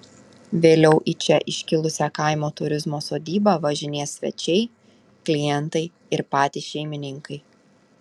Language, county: Lithuanian, Telšiai